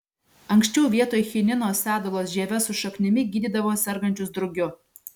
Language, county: Lithuanian, Šiauliai